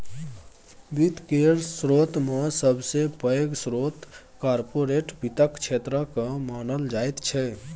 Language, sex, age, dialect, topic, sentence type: Maithili, male, 25-30, Bajjika, banking, statement